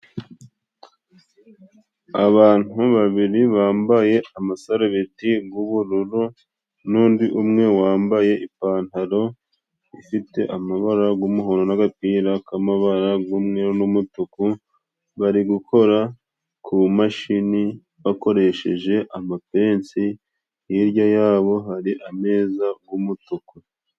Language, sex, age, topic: Kinyarwanda, male, 25-35, education